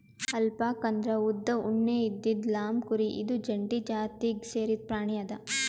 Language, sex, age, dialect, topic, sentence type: Kannada, female, 18-24, Northeastern, agriculture, statement